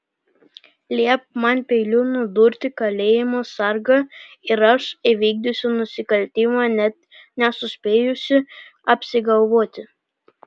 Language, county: Lithuanian, Panevėžys